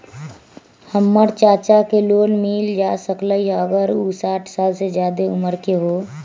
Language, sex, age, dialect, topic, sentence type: Magahi, male, 36-40, Western, banking, statement